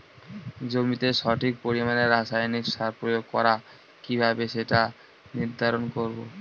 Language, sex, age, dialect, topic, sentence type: Bengali, male, 18-24, Northern/Varendri, agriculture, question